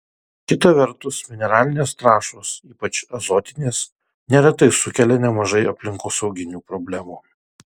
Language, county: Lithuanian, Kaunas